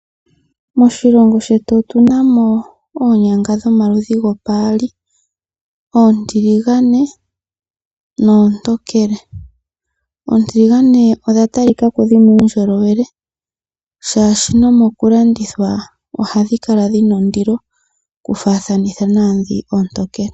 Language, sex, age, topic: Oshiwambo, female, 25-35, agriculture